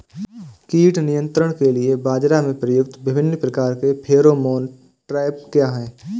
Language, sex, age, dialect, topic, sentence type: Hindi, male, 18-24, Awadhi Bundeli, agriculture, question